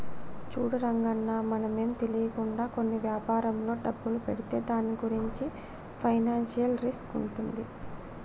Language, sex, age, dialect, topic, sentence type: Telugu, female, 60-100, Telangana, banking, statement